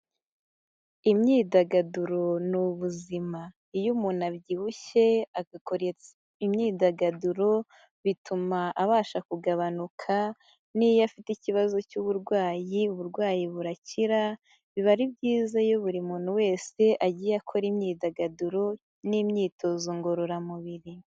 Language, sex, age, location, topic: Kinyarwanda, female, 18-24, Nyagatare, government